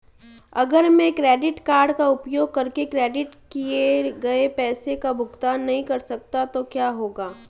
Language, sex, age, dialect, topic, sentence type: Hindi, female, 18-24, Marwari Dhudhari, banking, question